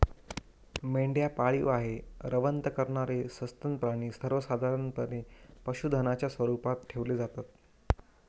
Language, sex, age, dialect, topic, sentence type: Marathi, female, 25-30, Northern Konkan, agriculture, statement